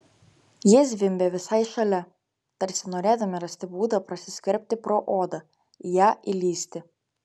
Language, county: Lithuanian, Telšiai